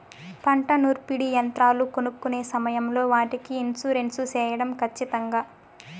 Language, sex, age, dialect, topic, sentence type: Telugu, female, 18-24, Southern, agriculture, question